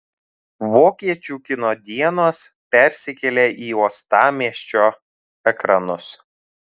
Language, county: Lithuanian, Telšiai